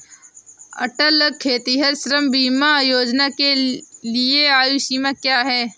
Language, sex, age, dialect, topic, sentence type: Hindi, female, 18-24, Awadhi Bundeli, banking, question